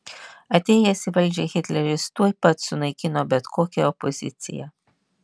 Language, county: Lithuanian, Vilnius